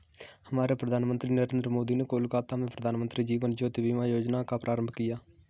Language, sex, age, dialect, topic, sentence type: Hindi, male, 18-24, Kanauji Braj Bhasha, banking, statement